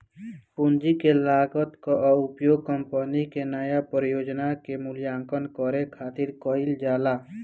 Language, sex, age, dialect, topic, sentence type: Bhojpuri, male, 18-24, Northern, banking, statement